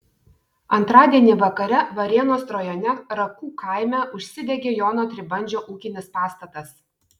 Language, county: Lithuanian, Vilnius